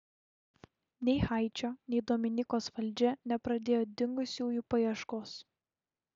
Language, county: Lithuanian, Šiauliai